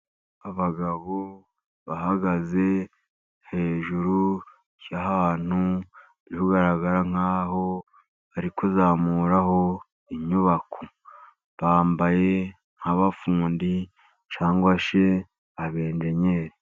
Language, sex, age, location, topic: Kinyarwanda, male, 50+, Musanze, education